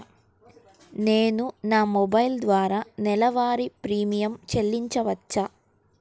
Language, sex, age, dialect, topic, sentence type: Telugu, female, 18-24, Central/Coastal, banking, question